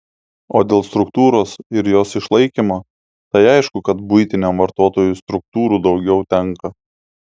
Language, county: Lithuanian, Klaipėda